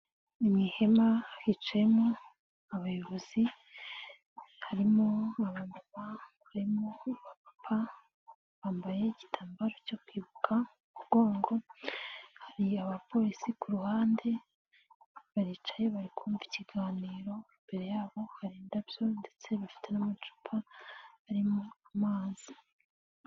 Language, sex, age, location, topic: Kinyarwanda, female, 18-24, Nyagatare, government